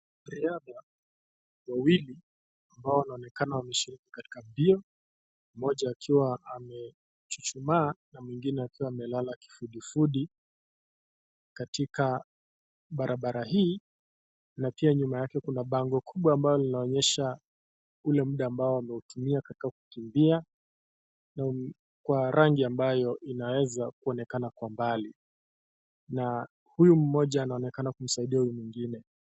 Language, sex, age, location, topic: Swahili, male, 25-35, Kisii, education